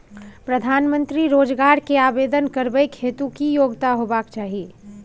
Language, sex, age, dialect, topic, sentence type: Maithili, female, 18-24, Bajjika, banking, question